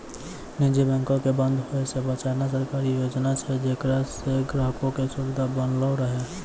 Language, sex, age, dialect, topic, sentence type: Maithili, male, 18-24, Angika, banking, statement